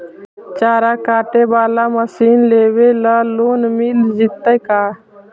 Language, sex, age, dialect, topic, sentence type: Magahi, female, 18-24, Central/Standard, agriculture, question